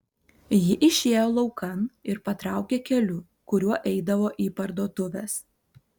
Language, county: Lithuanian, Alytus